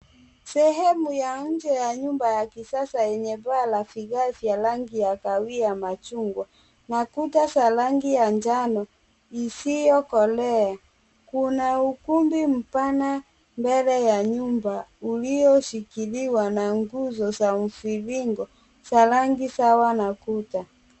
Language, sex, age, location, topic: Swahili, female, 36-49, Kisumu, education